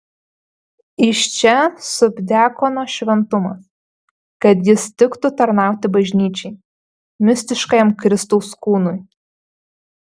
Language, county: Lithuanian, Panevėžys